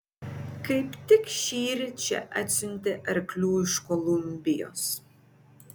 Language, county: Lithuanian, Vilnius